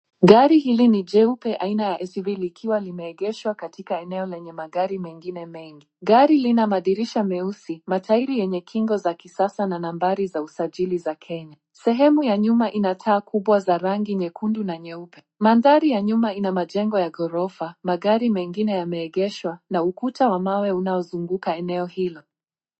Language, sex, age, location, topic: Swahili, female, 18-24, Nairobi, finance